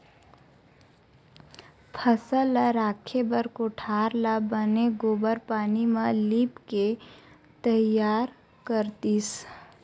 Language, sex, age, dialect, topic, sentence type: Chhattisgarhi, female, 18-24, Western/Budati/Khatahi, agriculture, statement